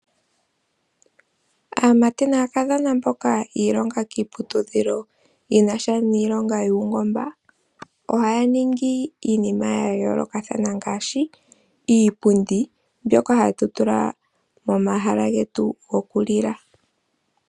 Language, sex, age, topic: Oshiwambo, female, 25-35, finance